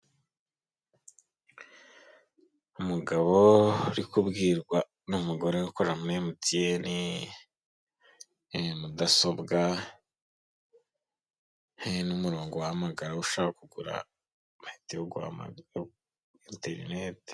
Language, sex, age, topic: Kinyarwanda, male, 18-24, finance